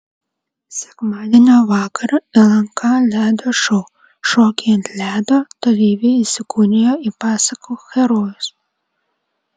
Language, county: Lithuanian, Vilnius